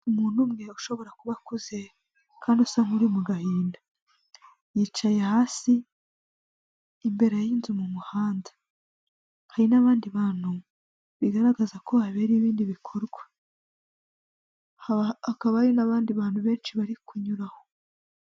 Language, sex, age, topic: Kinyarwanda, female, 18-24, health